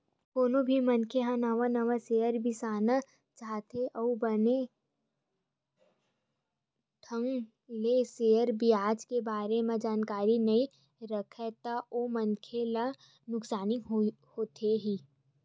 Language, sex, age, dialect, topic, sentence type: Chhattisgarhi, female, 25-30, Western/Budati/Khatahi, banking, statement